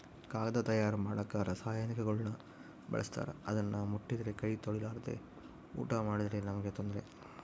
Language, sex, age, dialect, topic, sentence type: Kannada, male, 46-50, Central, agriculture, statement